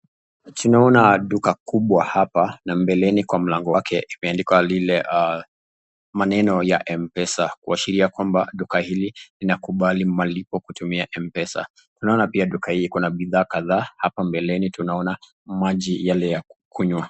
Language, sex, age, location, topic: Swahili, male, 25-35, Nakuru, finance